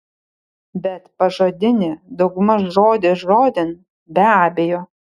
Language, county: Lithuanian, Šiauliai